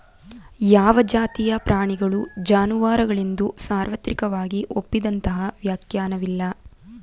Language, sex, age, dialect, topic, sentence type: Kannada, female, 18-24, Mysore Kannada, agriculture, statement